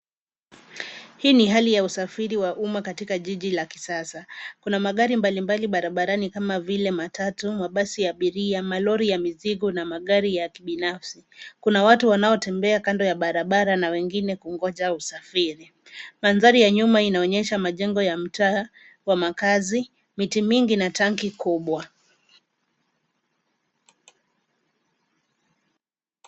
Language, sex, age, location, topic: Swahili, female, 25-35, Nairobi, government